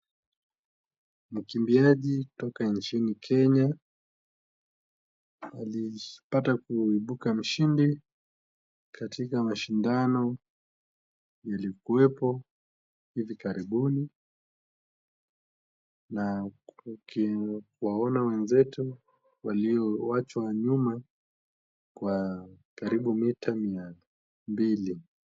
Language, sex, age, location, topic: Swahili, male, 18-24, Kisumu, government